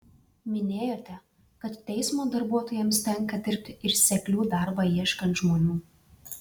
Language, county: Lithuanian, Alytus